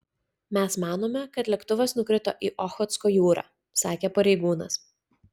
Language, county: Lithuanian, Vilnius